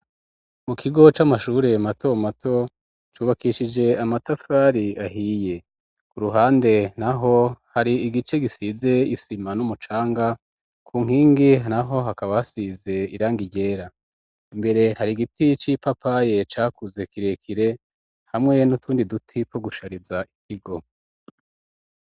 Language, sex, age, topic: Rundi, female, 25-35, education